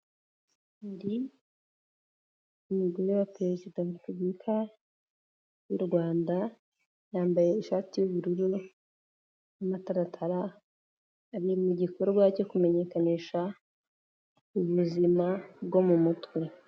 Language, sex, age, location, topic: Kinyarwanda, female, 18-24, Kigali, health